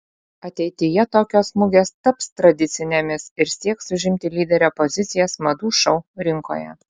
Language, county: Lithuanian, Utena